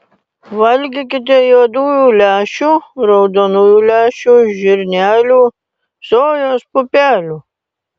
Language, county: Lithuanian, Panevėžys